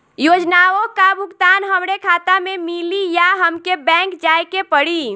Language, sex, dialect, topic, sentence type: Bhojpuri, female, Northern, banking, question